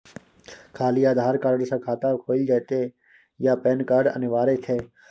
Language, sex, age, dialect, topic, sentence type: Maithili, male, 18-24, Bajjika, banking, question